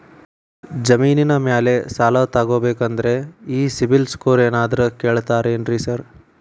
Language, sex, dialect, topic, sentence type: Kannada, male, Dharwad Kannada, banking, question